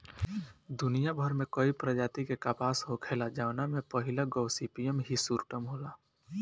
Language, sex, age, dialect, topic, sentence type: Bhojpuri, male, 18-24, Southern / Standard, agriculture, statement